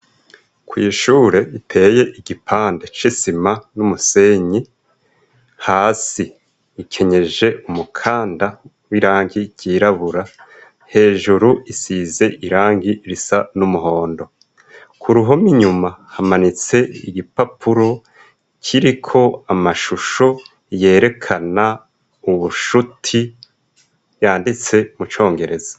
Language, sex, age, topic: Rundi, male, 50+, education